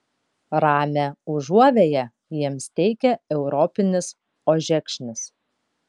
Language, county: Lithuanian, Kaunas